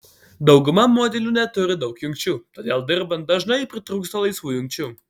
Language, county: Lithuanian, Alytus